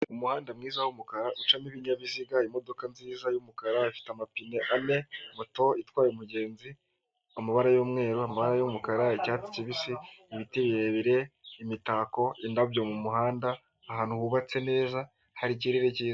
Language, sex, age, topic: Kinyarwanda, male, 18-24, government